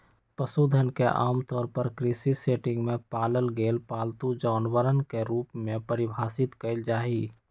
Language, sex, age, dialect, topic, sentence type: Magahi, male, 25-30, Western, agriculture, statement